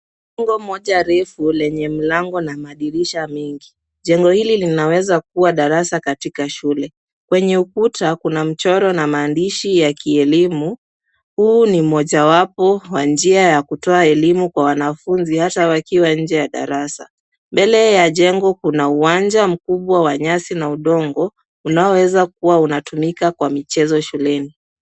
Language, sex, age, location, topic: Swahili, female, 25-35, Kisumu, education